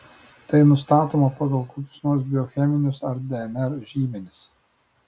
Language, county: Lithuanian, Tauragė